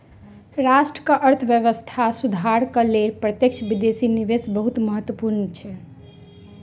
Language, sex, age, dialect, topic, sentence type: Maithili, female, 18-24, Southern/Standard, banking, statement